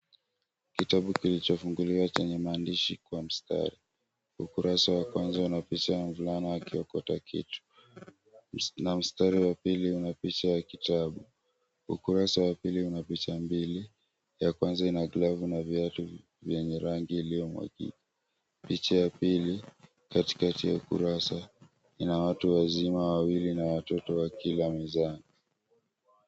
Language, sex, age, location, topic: Swahili, male, 18-24, Mombasa, education